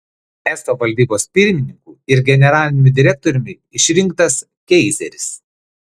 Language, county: Lithuanian, Klaipėda